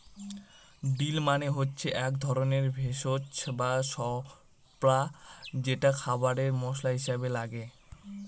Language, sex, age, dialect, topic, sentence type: Bengali, male, 18-24, Northern/Varendri, agriculture, statement